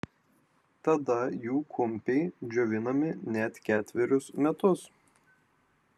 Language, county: Lithuanian, Vilnius